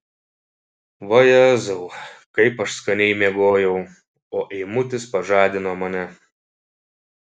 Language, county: Lithuanian, Šiauliai